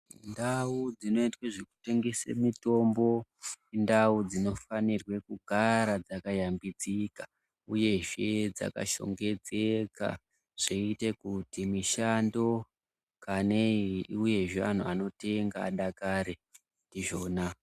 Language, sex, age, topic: Ndau, female, 25-35, health